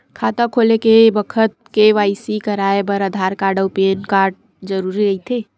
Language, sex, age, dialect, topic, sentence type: Chhattisgarhi, female, 25-30, Western/Budati/Khatahi, banking, statement